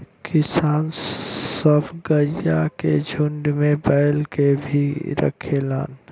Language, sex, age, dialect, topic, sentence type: Bhojpuri, male, 25-30, Western, agriculture, statement